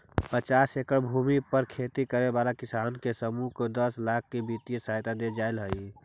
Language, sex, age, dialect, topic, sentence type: Magahi, male, 46-50, Central/Standard, agriculture, statement